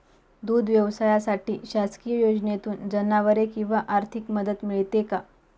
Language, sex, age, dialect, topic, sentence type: Marathi, female, 25-30, Northern Konkan, agriculture, question